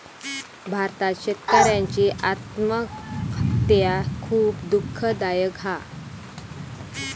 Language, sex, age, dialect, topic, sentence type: Marathi, female, 31-35, Southern Konkan, agriculture, statement